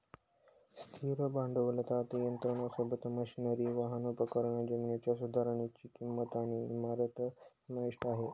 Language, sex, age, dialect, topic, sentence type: Marathi, male, 18-24, Northern Konkan, banking, statement